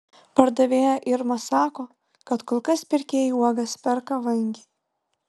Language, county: Lithuanian, Vilnius